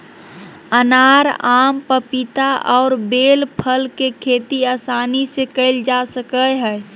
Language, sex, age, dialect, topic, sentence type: Magahi, female, 18-24, Southern, agriculture, statement